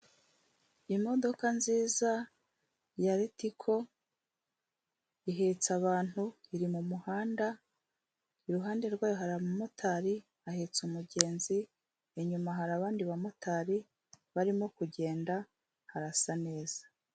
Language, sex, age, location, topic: Kinyarwanda, female, 36-49, Kigali, government